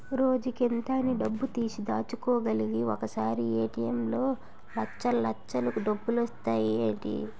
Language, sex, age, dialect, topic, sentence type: Telugu, female, 18-24, Utterandhra, banking, statement